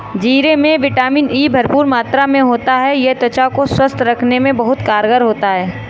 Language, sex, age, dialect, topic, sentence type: Hindi, female, 25-30, Marwari Dhudhari, agriculture, statement